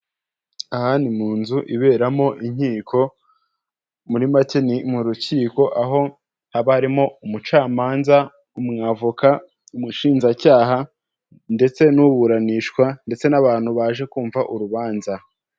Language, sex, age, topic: Kinyarwanda, male, 18-24, government